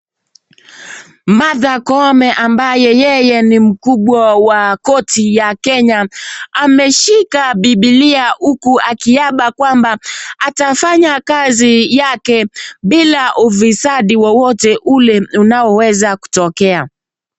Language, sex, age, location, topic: Swahili, male, 18-24, Nakuru, government